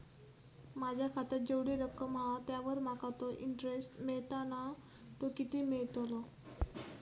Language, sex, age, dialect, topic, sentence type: Marathi, female, 18-24, Southern Konkan, banking, question